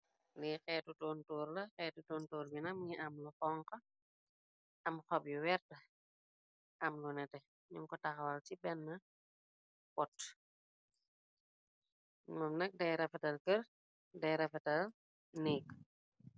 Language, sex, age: Wolof, female, 25-35